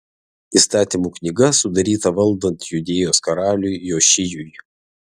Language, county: Lithuanian, Vilnius